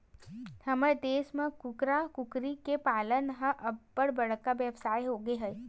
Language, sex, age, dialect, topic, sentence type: Chhattisgarhi, female, 60-100, Western/Budati/Khatahi, agriculture, statement